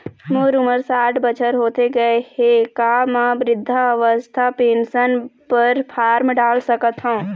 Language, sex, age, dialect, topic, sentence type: Chhattisgarhi, female, 25-30, Eastern, banking, question